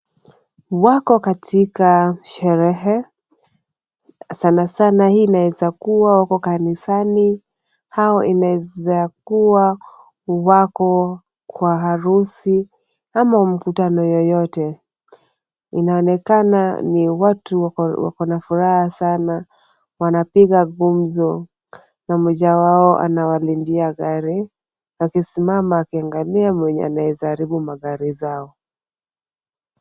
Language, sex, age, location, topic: Swahili, female, 25-35, Kisumu, finance